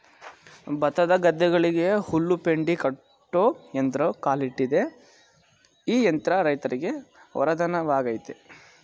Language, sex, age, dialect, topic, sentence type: Kannada, male, 18-24, Mysore Kannada, agriculture, statement